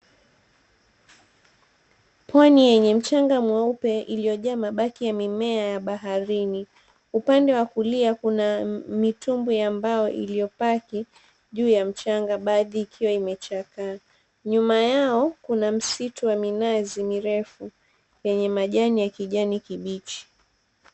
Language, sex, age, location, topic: Swahili, female, 25-35, Mombasa, government